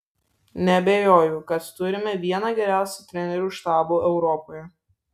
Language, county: Lithuanian, Vilnius